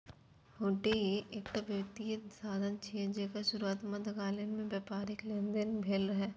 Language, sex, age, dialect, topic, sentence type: Maithili, female, 41-45, Eastern / Thethi, banking, statement